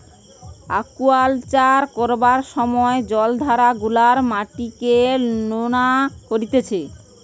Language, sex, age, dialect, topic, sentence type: Bengali, female, 18-24, Western, agriculture, statement